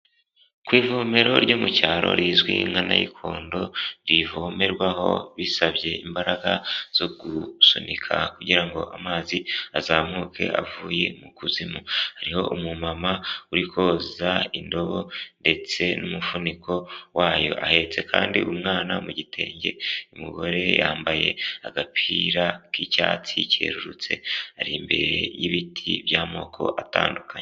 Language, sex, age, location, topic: Kinyarwanda, male, 18-24, Huye, health